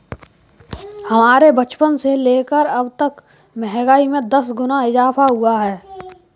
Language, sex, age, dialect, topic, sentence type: Hindi, male, 18-24, Kanauji Braj Bhasha, banking, statement